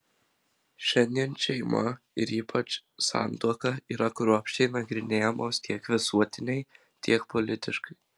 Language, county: Lithuanian, Marijampolė